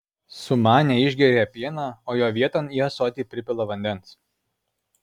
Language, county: Lithuanian, Alytus